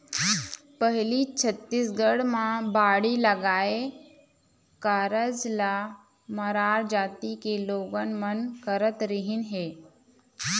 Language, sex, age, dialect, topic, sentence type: Chhattisgarhi, female, 25-30, Eastern, agriculture, statement